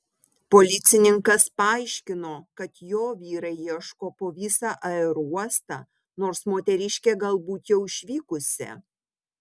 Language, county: Lithuanian, Utena